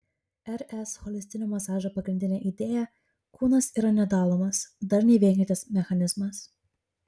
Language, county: Lithuanian, Kaunas